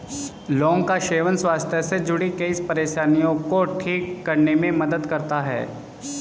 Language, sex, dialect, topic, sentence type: Hindi, male, Hindustani Malvi Khadi Boli, agriculture, statement